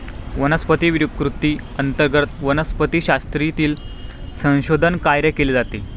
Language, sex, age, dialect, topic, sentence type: Marathi, male, 18-24, Standard Marathi, agriculture, statement